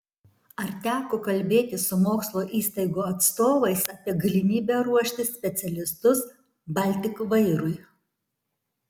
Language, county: Lithuanian, Tauragė